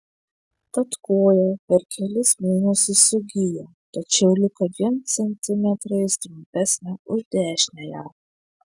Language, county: Lithuanian, Šiauliai